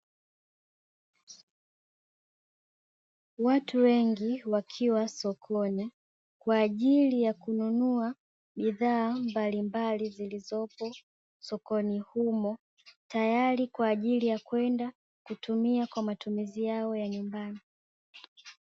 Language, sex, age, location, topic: Swahili, female, 18-24, Dar es Salaam, finance